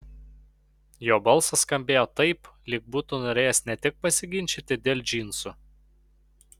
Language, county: Lithuanian, Panevėžys